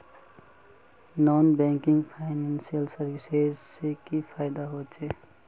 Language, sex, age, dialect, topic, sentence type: Magahi, male, 25-30, Northeastern/Surjapuri, banking, question